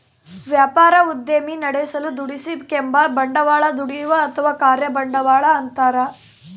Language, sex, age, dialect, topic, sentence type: Kannada, female, 18-24, Central, banking, statement